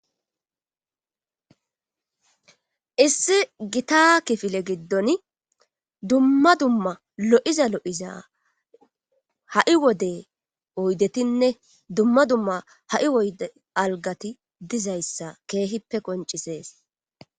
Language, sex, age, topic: Gamo, female, 25-35, government